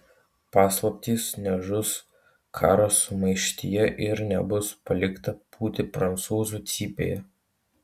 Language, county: Lithuanian, Utena